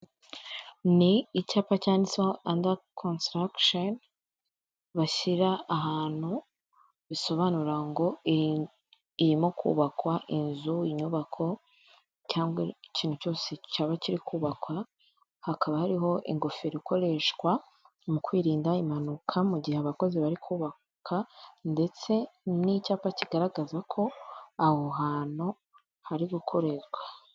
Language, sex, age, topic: Kinyarwanda, female, 25-35, government